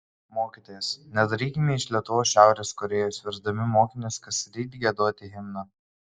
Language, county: Lithuanian, Kaunas